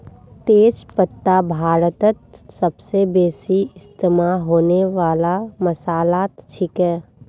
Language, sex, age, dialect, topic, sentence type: Magahi, female, 41-45, Northeastern/Surjapuri, agriculture, statement